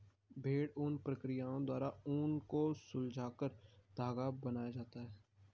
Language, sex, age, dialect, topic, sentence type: Hindi, male, 25-30, Garhwali, agriculture, statement